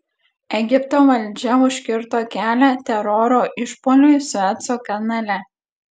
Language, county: Lithuanian, Klaipėda